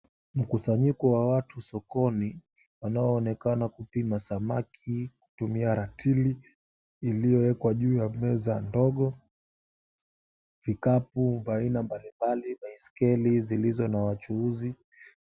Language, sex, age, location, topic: Swahili, male, 18-24, Mombasa, agriculture